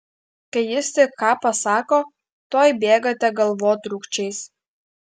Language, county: Lithuanian, Klaipėda